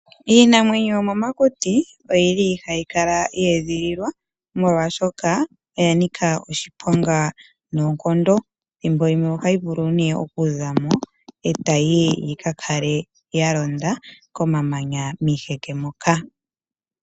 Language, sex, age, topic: Oshiwambo, female, 18-24, agriculture